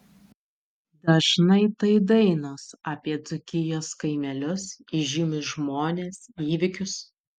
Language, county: Lithuanian, Utena